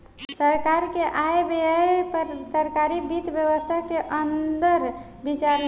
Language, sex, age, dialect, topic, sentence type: Bhojpuri, female, 25-30, Southern / Standard, banking, statement